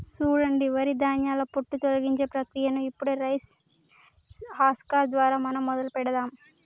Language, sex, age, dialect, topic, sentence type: Telugu, male, 18-24, Telangana, agriculture, statement